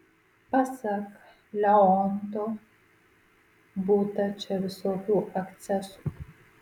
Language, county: Lithuanian, Marijampolė